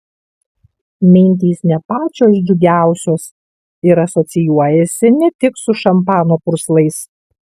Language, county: Lithuanian, Kaunas